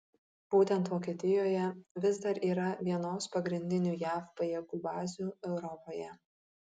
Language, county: Lithuanian, Kaunas